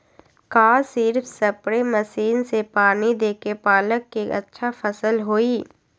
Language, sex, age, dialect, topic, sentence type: Magahi, female, 18-24, Western, agriculture, question